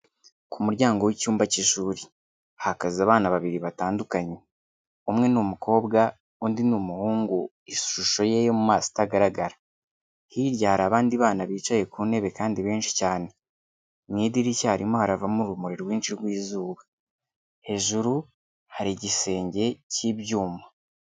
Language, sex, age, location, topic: Kinyarwanda, male, 25-35, Kigali, education